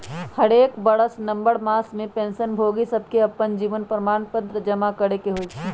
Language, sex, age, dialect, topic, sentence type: Magahi, male, 18-24, Western, banking, statement